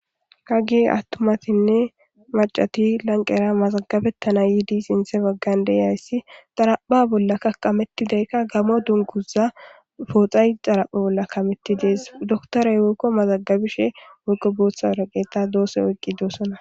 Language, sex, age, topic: Gamo, female, 18-24, government